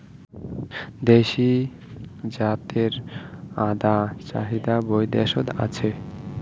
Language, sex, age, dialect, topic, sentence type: Bengali, male, 18-24, Rajbangshi, agriculture, statement